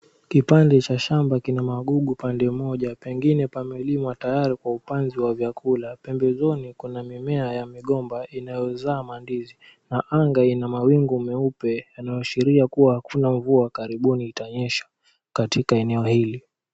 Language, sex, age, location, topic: Swahili, male, 18-24, Mombasa, agriculture